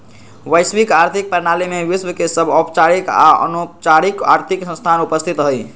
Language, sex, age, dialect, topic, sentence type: Magahi, male, 51-55, Western, banking, statement